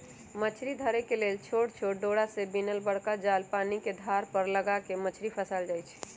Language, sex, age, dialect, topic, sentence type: Magahi, female, 18-24, Western, agriculture, statement